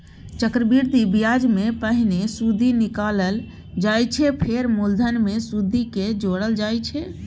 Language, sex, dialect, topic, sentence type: Maithili, female, Bajjika, banking, statement